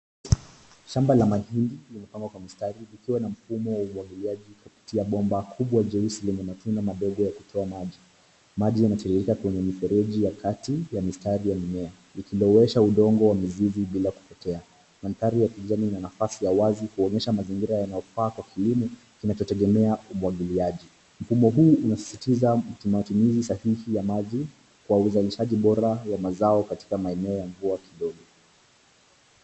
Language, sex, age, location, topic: Swahili, male, 18-24, Nairobi, agriculture